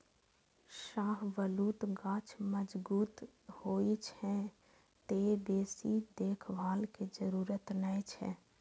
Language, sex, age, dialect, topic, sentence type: Maithili, female, 18-24, Eastern / Thethi, agriculture, statement